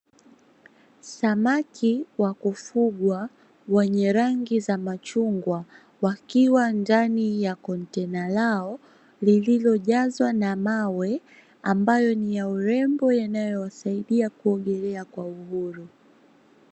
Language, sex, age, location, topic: Swahili, female, 18-24, Dar es Salaam, agriculture